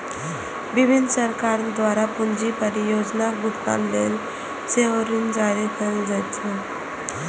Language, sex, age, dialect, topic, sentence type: Maithili, female, 18-24, Eastern / Thethi, banking, statement